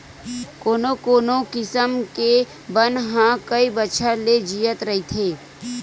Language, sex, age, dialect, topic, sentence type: Chhattisgarhi, female, 18-24, Western/Budati/Khatahi, agriculture, statement